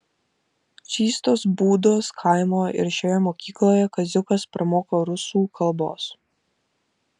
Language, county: Lithuanian, Vilnius